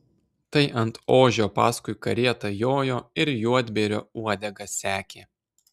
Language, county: Lithuanian, Klaipėda